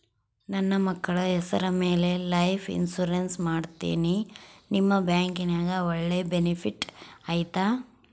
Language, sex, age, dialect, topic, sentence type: Kannada, female, 25-30, Central, banking, question